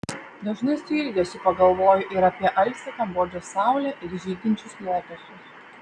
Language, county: Lithuanian, Vilnius